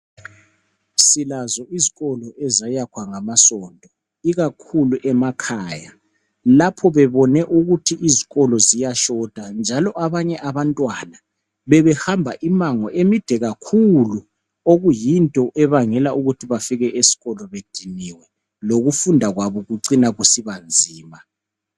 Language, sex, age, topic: North Ndebele, male, 36-49, education